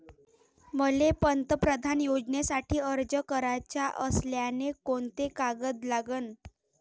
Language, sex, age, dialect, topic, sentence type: Marathi, female, 18-24, Varhadi, banking, question